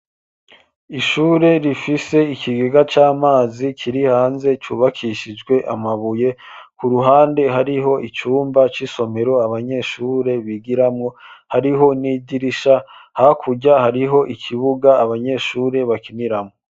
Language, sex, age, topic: Rundi, male, 25-35, education